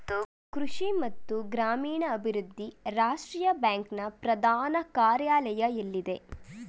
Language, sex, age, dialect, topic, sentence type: Kannada, female, 18-24, Mysore Kannada, agriculture, question